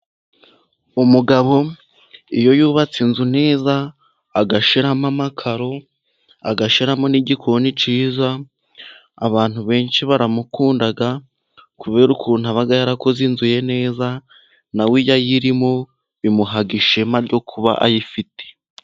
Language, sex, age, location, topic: Kinyarwanda, male, 18-24, Musanze, education